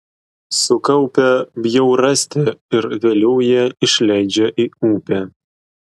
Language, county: Lithuanian, Klaipėda